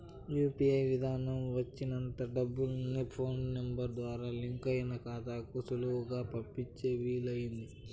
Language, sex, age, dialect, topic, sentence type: Telugu, female, 18-24, Southern, banking, statement